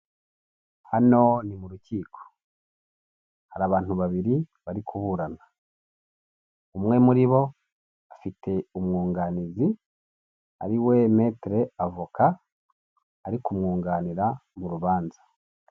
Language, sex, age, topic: Kinyarwanda, male, 50+, government